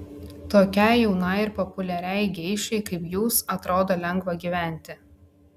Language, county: Lithuanian, Klaipėda